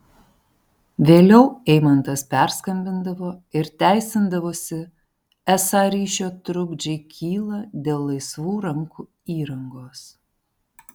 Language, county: Lithuanian, Panevėžys